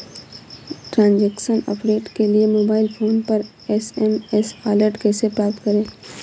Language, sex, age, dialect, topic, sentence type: Hindi, female, 25-30, Marwari Dhudhari, banking, question